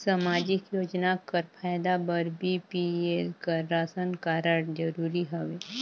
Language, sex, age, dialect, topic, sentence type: Chhattisgarhi, male, 25-30, Northern/Bhandar, banking, question